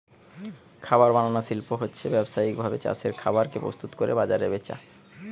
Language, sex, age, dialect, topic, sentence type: Bengali, male, 31-35, Western, agriculture, statement